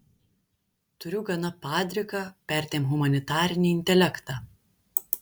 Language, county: Lithuanian, Šiauliai